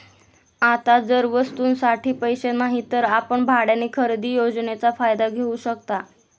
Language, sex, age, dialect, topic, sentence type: Marathi, female, 18-24, Standard Marathi, banking, statement